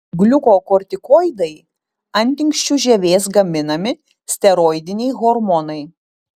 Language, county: Lithuanian, Utena